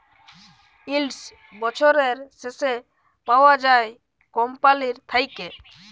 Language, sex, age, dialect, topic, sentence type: Bengali, male, 18-24, Jharkhandi, banking, statement